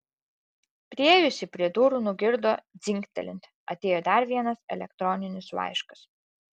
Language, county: Lithuanian, Alytus